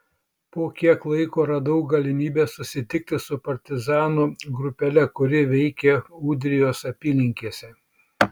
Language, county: Lithuanian, Šiauliai